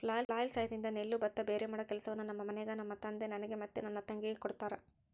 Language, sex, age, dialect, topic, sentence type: Kannada, female, 25-30, Central, agriculture, statement